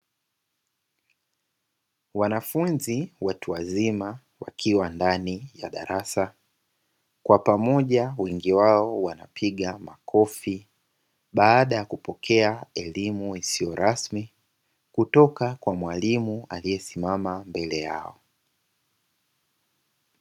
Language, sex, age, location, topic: Swahili, female, 25-35, Dar es Salaam, education